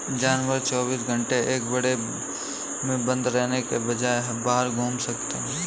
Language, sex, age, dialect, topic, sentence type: Hindi, male, 18-24, Kanauji Braj Bhasha, agriculture, statement